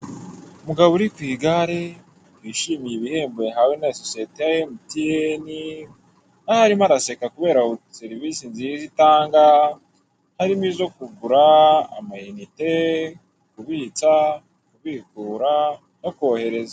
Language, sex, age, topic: Kinyarwanda, male, 18-24, finance